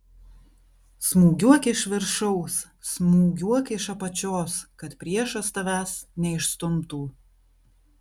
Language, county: Lithuanian, Kaunas